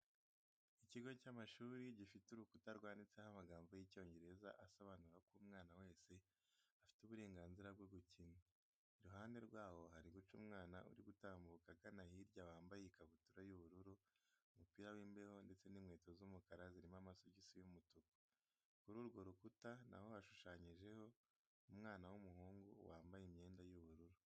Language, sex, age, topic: Kinyarwanda, male, 18-24, education